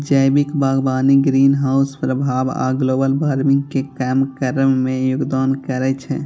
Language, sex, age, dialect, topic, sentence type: Maithili, male, 18-24, Eastern / Thethi, agriculture, statement